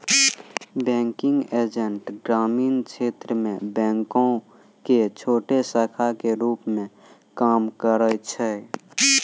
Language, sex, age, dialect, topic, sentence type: Maithili, male, 18-24, Angika, banking, statement